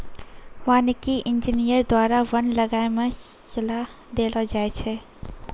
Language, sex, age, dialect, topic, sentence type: Maithili, female, 25-30, Angika, agriculture, statement